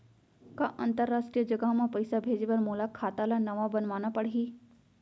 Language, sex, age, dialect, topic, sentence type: Chhattisgarhi, female, 25-30, Central, banking, question